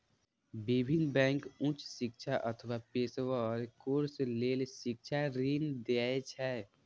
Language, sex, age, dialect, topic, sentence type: Maithili, male, 18-24, Eastern / Thethi, banking, statement